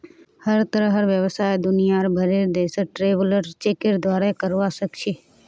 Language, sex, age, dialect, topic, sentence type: Magahi, female, 18-24, Northeastern/Surjapuri, banking, statement